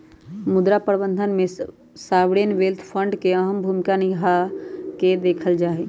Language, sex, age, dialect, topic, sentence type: Magahi, female, 31-35, Western, banking, statement